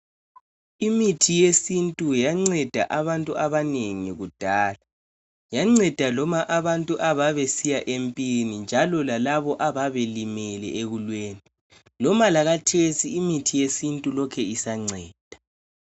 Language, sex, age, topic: North Ndebele, male, 18-24, health